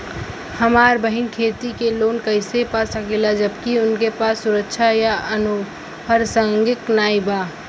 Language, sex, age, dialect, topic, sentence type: Bhojpuri, female, <18, Western, agriculture, statement